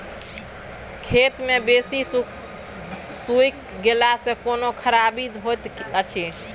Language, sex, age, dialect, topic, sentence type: Maithili, female, 31-35, Bajjika, agriculture, question